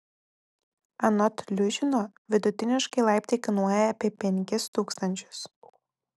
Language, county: Lithuanian, Telšiai